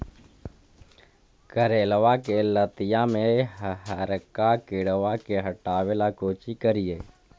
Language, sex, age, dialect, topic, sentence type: Magahi, male, 51-55, Central/Standard, agriculture, question